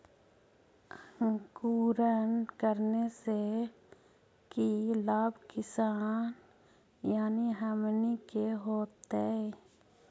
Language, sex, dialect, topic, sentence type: Magahi, female, Central/Standard, agriculture, question